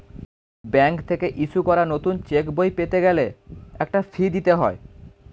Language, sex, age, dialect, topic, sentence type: Bengali, male, 18-24, Standard Colloquial, banking, statement